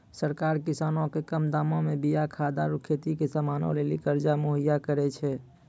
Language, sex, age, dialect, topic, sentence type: Maithili, male, 25-30, Angika, agriculture, statement